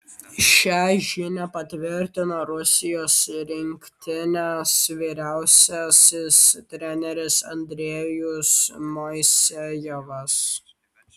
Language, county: Lithuanian, Vilnius